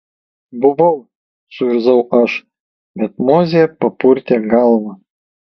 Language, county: Lithuanian, Kaunas